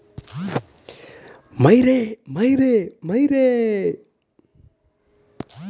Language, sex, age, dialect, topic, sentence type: Kannada, male, 51-55, Coastal/Dakshin, banking, question